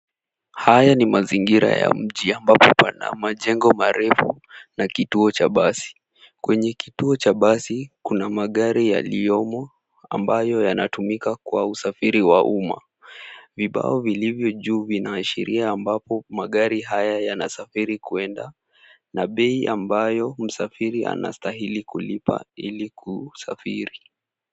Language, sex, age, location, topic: Swahili, male, 18-24, Nairobi, government